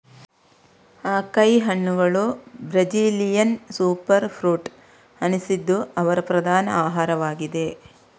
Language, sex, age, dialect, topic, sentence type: Kannada, female, 36-40, Coastal/Dakshin, agriculture, statement